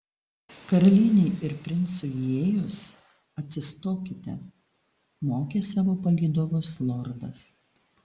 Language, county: Lithuanian, Alytus